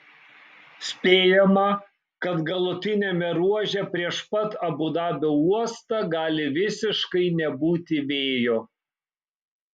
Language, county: Lithuanian, Kaunas